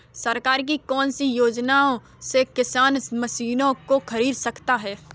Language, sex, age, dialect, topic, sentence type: Hindi, female, 18-24, Kanauji Braj Bhasha, agriculture, question